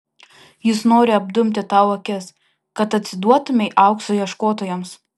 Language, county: Lithuanian, Alytus